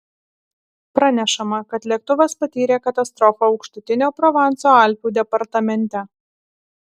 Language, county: Lithuanian, Alytus